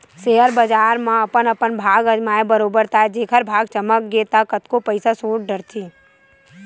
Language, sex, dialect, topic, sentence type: Chhattisgarhi, female, Western/Budati/Khatahi, banking, statement